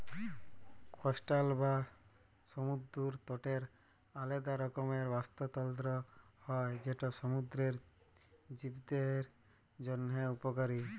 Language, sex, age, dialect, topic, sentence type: Bengali, male, 18-24, Jharkhandi, agriculture, statement